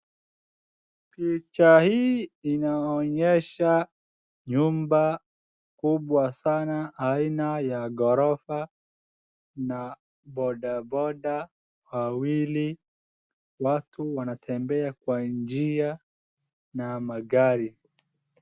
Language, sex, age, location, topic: Swahili, male, 18-24, Wajir, government